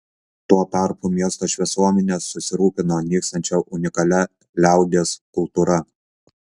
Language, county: Lithuanian, Kaunas